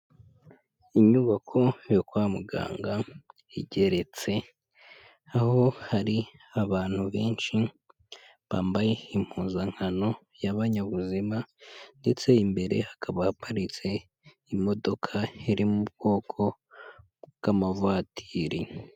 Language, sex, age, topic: Kinyarwanda, male, 25-35, health